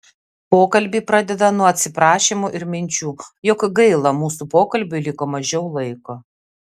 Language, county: Lithuanian, Vilnius